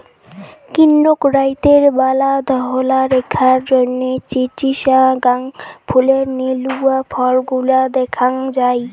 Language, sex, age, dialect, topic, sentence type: Bengali, female, <18, Rajbangshi, agriculture, statement